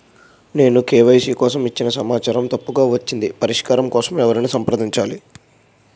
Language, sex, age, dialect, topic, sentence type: Telugu, male, 51-55, Utterandhra, banking, question